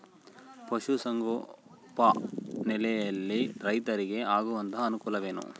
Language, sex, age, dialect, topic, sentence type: Kannada, male, 25-30, Central, agriculture, question